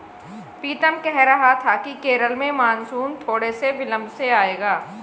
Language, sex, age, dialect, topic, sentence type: Hindi, female, 41-45, Hindustani Malvi Khadi Boli, agriculture, statement